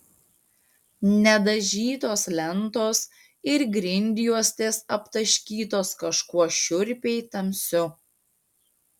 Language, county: Lithuanian, Panevėžys